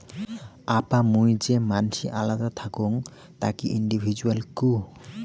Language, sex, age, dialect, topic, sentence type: Bengali, male, 18-24, Rajbangshi, banking, statement